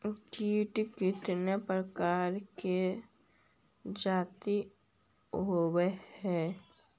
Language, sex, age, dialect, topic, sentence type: Magahi, female, 60-100, Central/Standard, agriculture, question